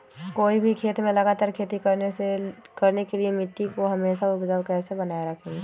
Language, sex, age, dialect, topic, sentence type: Magahi, female, 18-24, Western, agriculture, question